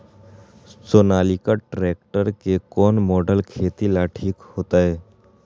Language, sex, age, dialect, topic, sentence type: Magahi, male, 18-24, Western, agriculture, question